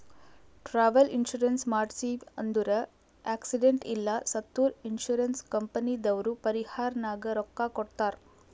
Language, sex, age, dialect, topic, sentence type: Kannada, female, 18-24, Northeastern, banking, statement